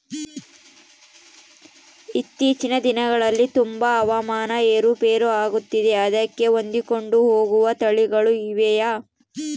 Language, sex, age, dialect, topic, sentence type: Kannada, female, 31-35, Central, agriculture, question